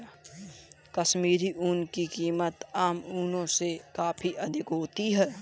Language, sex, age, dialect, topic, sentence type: Hindi, male, 18-24, Kanauji Braj Bhasha, agriculture, statement